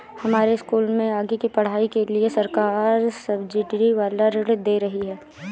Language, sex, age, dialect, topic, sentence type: Hindi, female, 18-24, Awadhi Bundeli, banking, statement